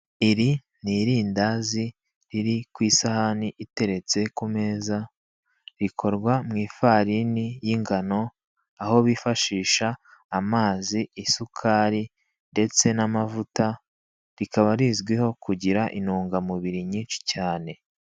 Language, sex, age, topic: Kinyarwanda, male, 18-24, finance